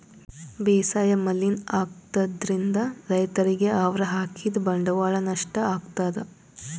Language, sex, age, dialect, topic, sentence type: Kannada, female, 18-24, Northeastern, agriculture, statement